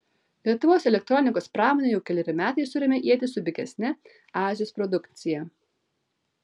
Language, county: Lithuanian, Vilnius